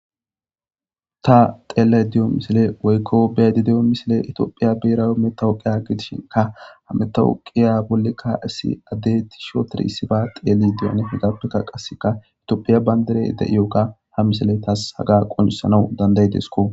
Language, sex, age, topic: Gamo, male, 25-35, government